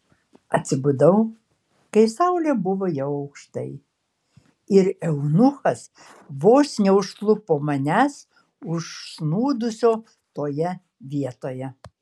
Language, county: Lithuanian, Kaunas